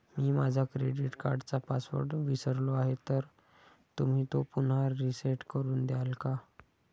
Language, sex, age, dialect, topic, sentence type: Marathi, male, 25-30, Standard Marathi, banking, question